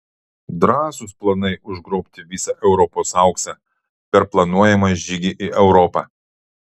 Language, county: Lithuanian, Utena